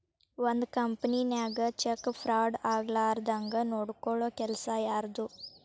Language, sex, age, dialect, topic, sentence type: Kannada, female, 18-24, Dharwad Kannada, banking, statement